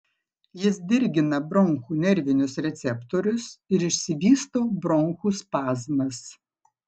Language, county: Lithuanian, Marijampolė